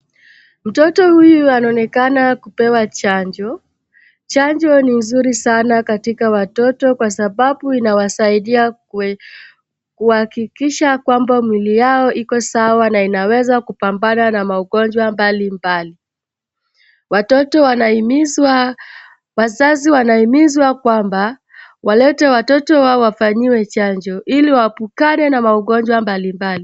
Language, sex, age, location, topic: Swahili, female, 36-49, Wajir, health